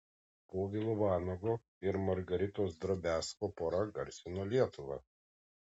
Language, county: Lithuanian, Kaunas